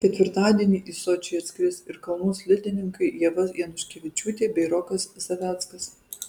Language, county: Lithuanian, Alytus